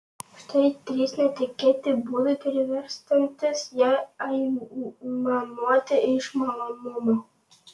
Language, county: Lithuanian, Panevėžys